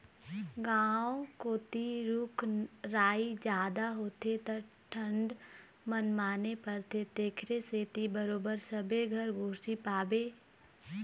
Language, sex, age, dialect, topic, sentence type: Chhattisgarhi, female, 18-24, Eastern, agriculture, statement